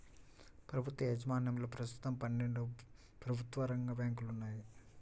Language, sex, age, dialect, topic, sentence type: Telugu, male, 18-24, Central/Coastal, banking, statement